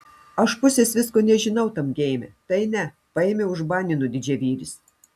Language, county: Lithuanian, Telšiai